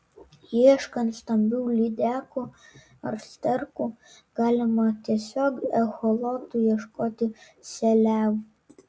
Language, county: Lithuanian, Vilnius